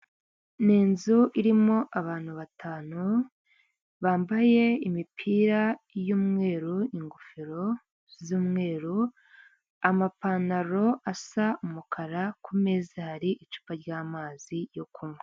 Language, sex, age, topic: Kinyarwanda, female, 18-24, government